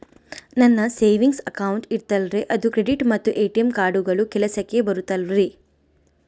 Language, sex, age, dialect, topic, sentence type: Kannada, female, 25-30, Central, banking, question